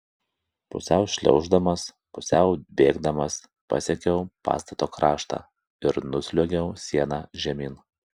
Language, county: Lithuanian, Kaunas